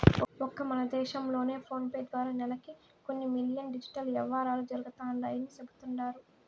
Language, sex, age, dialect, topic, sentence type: Telugu, female, 18-24, Southern, banking, statement